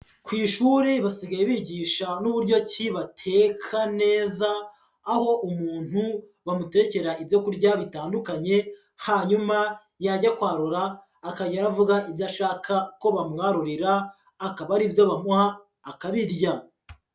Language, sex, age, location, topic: Kinyarwanda, female, 25-35, Huye, education